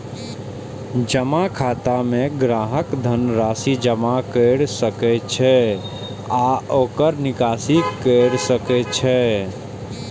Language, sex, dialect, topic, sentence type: Maithili, male, Eastern / Thethi, banking, statement